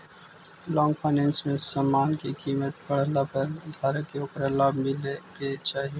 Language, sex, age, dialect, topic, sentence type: Magahi, male, 18-24, Central/Standard, banking, statement